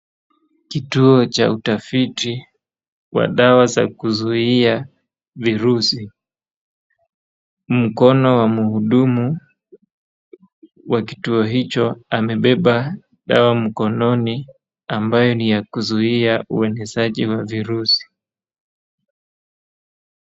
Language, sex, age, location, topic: Swahili, male, 25-35, Wajir, health